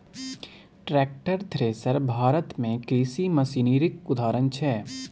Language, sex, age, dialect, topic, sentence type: Maithili, male, 18-24, Bajjika, agriculture, statement